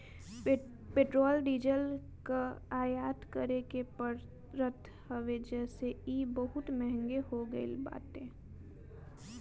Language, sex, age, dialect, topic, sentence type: Bhojpuri, female, 18-24, Northern, banking, statement